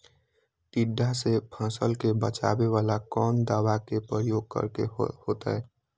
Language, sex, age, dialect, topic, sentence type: Magahi, male, 18-24, Western, agriculture, question